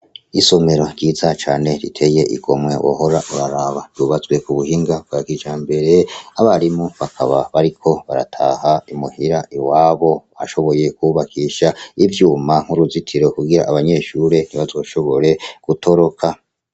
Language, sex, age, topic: Rundi, male, 25-35, education